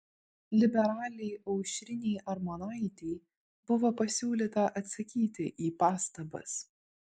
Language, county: Lithuanian, Vilnius